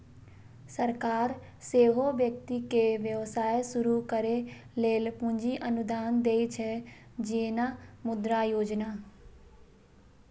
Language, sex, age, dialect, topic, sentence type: Maithili, female, 25-30, Eastern / Thethi, banking, statement